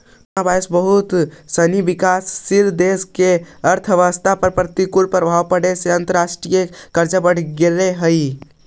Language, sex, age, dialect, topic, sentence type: Magahi, male, 25-30, Central/Standard, banking, statement